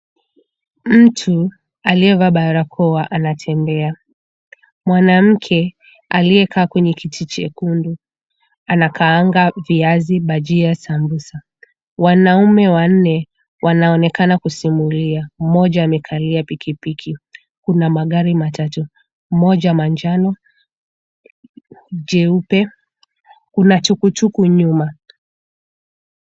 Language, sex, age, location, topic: Swahili, female, 18-24, Mombasa, agriculture